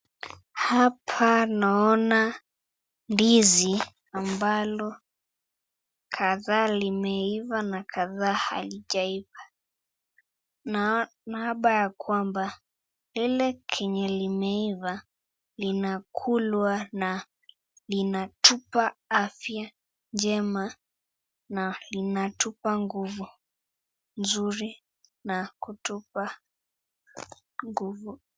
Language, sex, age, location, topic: Swahili, female, 36-49, Nakuru, agriculture